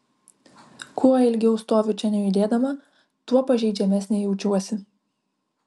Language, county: Lithuanian, Vilnius